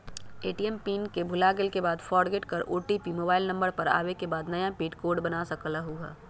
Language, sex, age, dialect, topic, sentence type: Magahi, female, 31-35, Western, banking, question